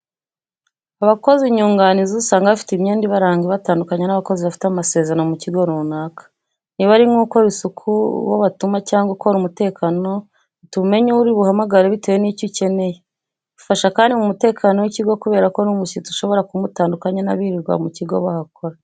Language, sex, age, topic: Kinyarwanda, female, 25-35, education